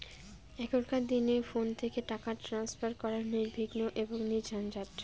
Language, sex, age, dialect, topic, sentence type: Bengali, female, 31-35, Rajbangshi, banking, question